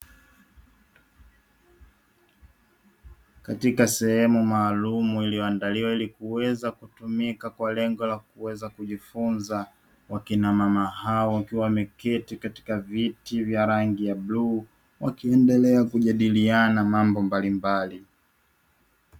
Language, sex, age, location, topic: Swahili, male, 25-35, Dar es Salaam, education